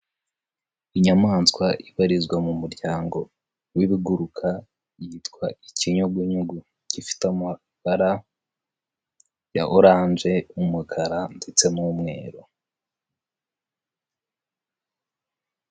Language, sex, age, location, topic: Kinyarwanda, male, 18-24, Nyagatare, education